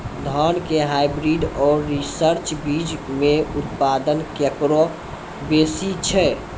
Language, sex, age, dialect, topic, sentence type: Maithili, male, 18-24, Angika, agriculture, question